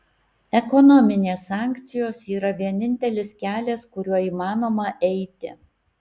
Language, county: Lithuanian, Kaunas